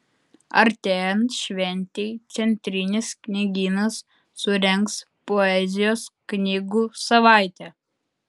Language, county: Lithuanian, Utena